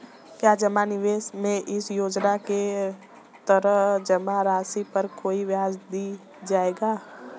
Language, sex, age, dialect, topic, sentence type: Hindi, male, 18-24, Marwari Dhudhari, banking, question